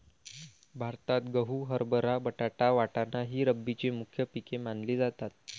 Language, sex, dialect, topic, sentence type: Marathi, male, Varhadi, agriculture, statement